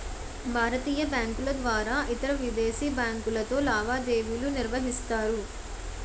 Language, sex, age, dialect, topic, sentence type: Telugu, female, 18-24, Utterandhra, banking, statement